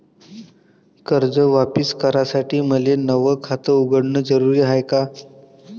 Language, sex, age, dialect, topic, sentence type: Marathi, male, 18-24, Varhadi, banking, question